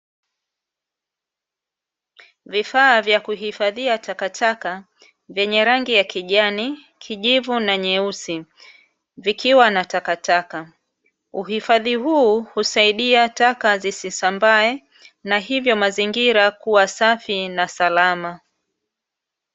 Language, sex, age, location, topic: Swahili, female, 36-49, Dar es Salaam, government